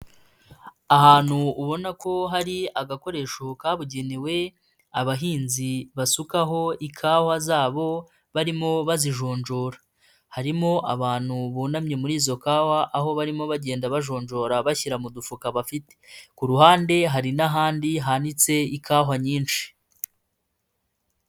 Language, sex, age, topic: Kinyarwanda, female, 25-35, agriculture